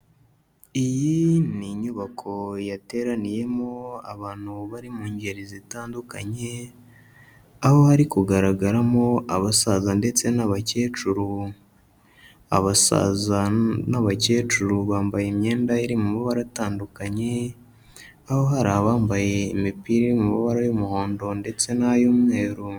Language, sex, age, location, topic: Kinyarwanda, male, 25-35, Kigali, health